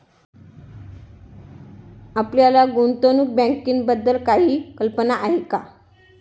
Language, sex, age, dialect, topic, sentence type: Marathi, female, 25-30, Standard Marathi, banking, statement